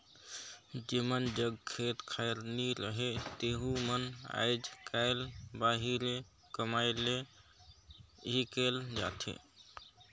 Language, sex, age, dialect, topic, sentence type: Chhattisgarhi, male, 60-100, Northern/Bhandar, agriculture, statement